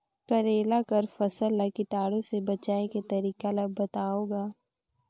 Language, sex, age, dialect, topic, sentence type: Chhattisgarhi, female, 60-100, Northern/Bhandar, agriculture, question